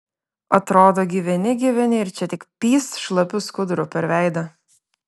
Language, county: Lithuanian, Vilnius